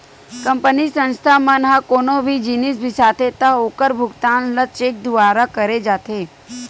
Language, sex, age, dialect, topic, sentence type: Chhattisgarhi, female, 18-24, Western/Budati/Khatahi, banking, statement